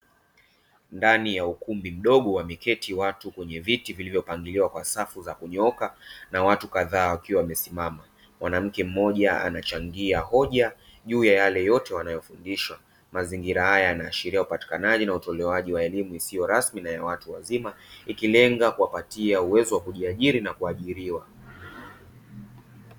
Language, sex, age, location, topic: Swahili, male, 25-35, Dar es Salaam, education